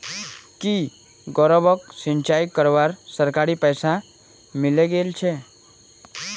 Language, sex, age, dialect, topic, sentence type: Magahi, male, 18-24, Northeastern/Surjapuri, agriculture, statement